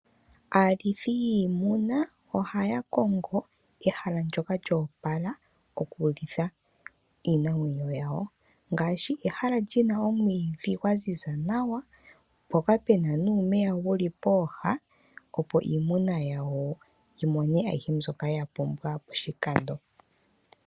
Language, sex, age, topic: Oshiwambo, female, 25-35, agriculture